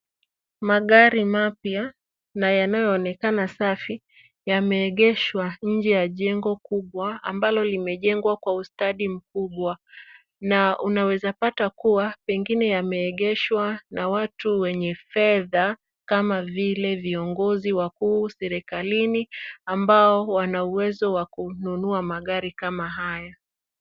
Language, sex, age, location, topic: Swahili, female, 25-35, Kisumu, finance